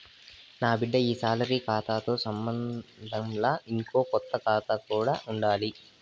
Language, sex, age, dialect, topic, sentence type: Telugu, male, 18-24, Southern, banking, statement